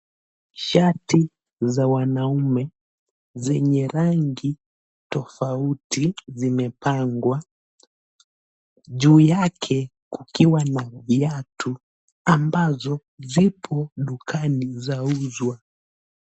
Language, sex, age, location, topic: Swahili, male, 18-24, Nairobi, finance